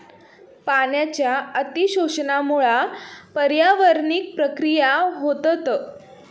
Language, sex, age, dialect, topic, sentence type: Marathi, female, 18-24, Southern Konkan, agriculture, statement